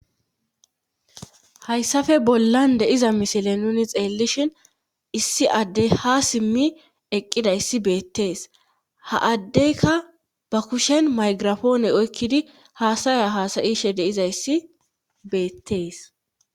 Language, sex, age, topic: Gamo, female, 25-35, government